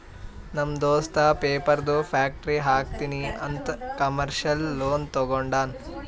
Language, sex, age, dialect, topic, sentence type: Kannada, male, 18-24, Northeastern, banking, statement